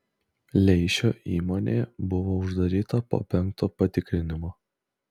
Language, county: Lithuanian, Klaipėda